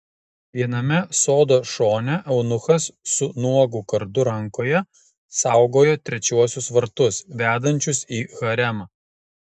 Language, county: Lithuanian, Kaunas